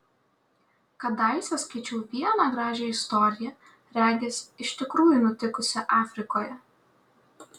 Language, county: Lithuanian, Klaipėda